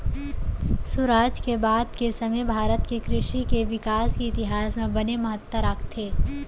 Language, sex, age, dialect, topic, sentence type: Chhattisgarhi, female, 56-60, Central, agriculture, statement